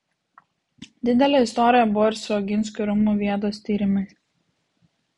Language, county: Lithuanian, Vilnius